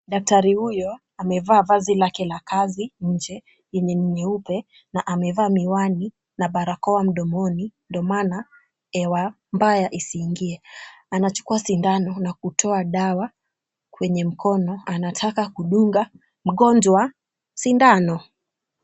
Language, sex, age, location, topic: Swahili, female, 18-24, Kisumu, health